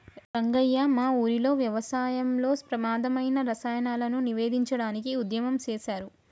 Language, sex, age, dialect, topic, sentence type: Telugu, female, 18-24, Telangana, agriculture, statement